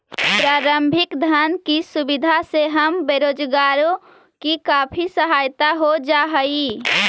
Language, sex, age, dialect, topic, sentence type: Magahi, female, 25-30, Central/Standard, agriculture, statement